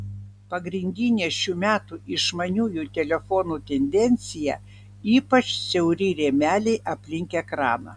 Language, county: Lithuanian, Vilnius